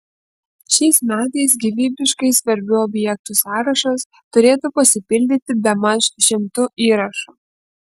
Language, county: Lithuanian, Kaunas